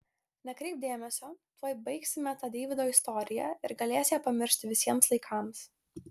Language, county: Lithuanian, Klaipėda